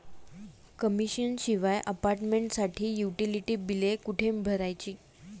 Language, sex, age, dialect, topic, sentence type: Marathi, female, 18-24, Standard Marathi, banking, question